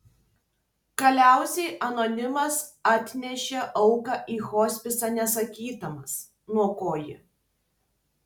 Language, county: Lithuanian, Tauragė